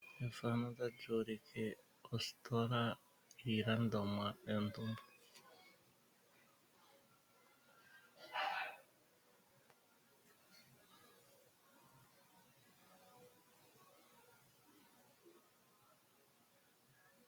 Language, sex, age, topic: Oshiwambo, male, 36-49, finance